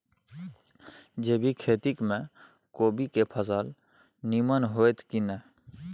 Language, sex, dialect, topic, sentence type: Maithili, male, Bajjika, agriculture, question